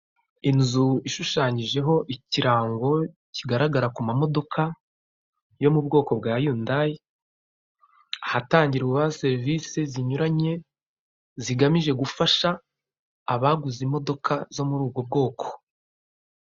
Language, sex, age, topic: Kinyarwanda, male, 36-49, finance